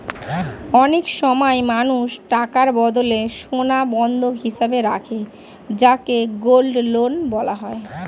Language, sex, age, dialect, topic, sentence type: Bengali, female, 31-35, Standard Colloquial, banking, statement